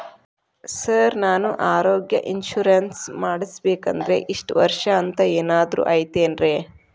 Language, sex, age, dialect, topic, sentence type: Kannada, female, 36-40, Dharwad Kannada, banking, question